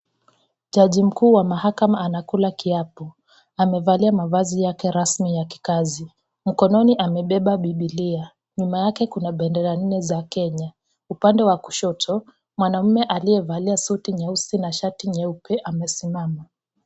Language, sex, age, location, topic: Swahili, female, 25-35, Kisii, government